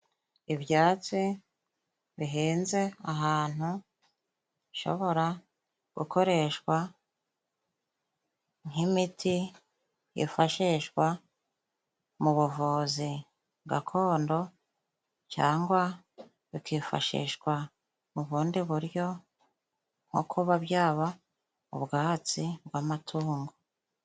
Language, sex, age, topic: Kinyarwanda, female, 36-49, health